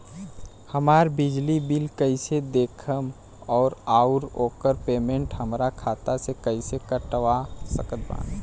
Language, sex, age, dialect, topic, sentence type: Bhojpuri, male, 18-24, Southern / Standard, banking, question